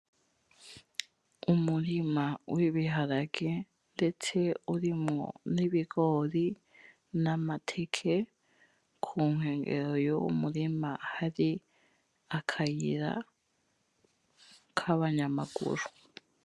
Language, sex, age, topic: Rundi, female, 25-35, agriculture